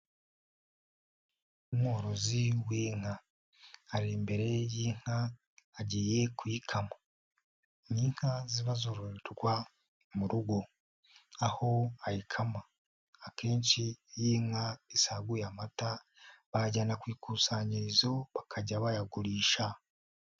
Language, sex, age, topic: Kinyarwanda, male, 18-24, agriculture